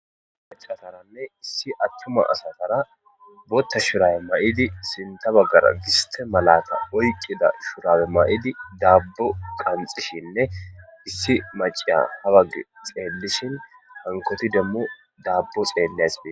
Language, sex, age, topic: Gamo, male, 25-35, government